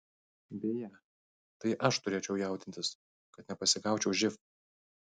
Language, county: Lithuanian, Kaunas